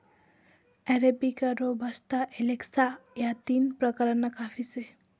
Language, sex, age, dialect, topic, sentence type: Marathi, female, 18-24, Northern Konkan, agriculture, statement